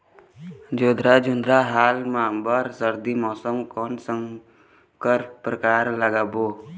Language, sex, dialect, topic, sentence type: Chhattisgarhi, male, Eastern, agriculture, question